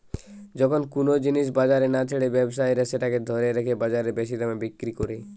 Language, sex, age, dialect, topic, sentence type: Bengali, male, 18-24, Western, banking, statement